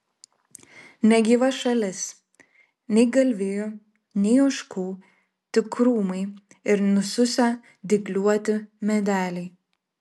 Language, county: Lithuanian, Klaipėda